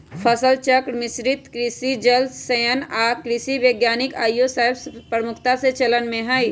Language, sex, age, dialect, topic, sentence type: Magahi, female, 25-30, Western, agriculture, statement